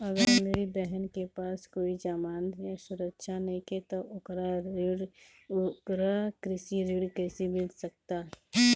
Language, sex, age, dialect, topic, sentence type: Bhojpuri, female, 25-30, Northern, agriculture, statement